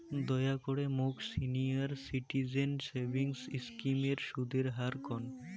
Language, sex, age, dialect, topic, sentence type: Bengali, male, 25-30, Rajbangshi, banking, statement